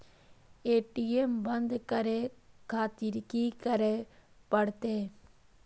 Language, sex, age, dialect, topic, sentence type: Maithili, female, 25-30, Eastern / Thethi, banking, question